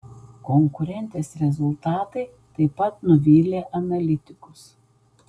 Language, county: Lithuanian, Vilnius